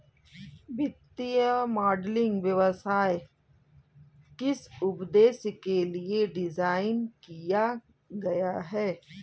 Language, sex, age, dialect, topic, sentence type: Hindi, male, 41-45, Kanauji Braj Bhasha, banking, statement